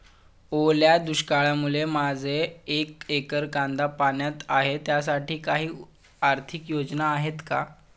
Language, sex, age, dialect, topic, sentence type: Marathi, male, 18-24, Standard Marathi, agriculture, question